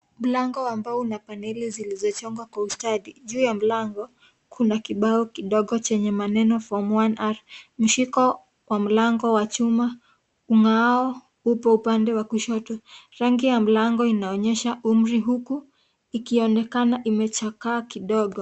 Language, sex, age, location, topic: Swahili, female, 18-24, Kisii, education